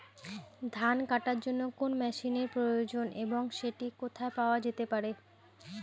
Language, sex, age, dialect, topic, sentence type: Bengali, female, 25-30, Rajbangshi, agriculture, question